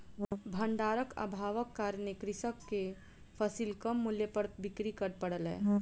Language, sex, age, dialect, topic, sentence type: Maithili, female, 25-30, Southern/Standard, agriculture, statement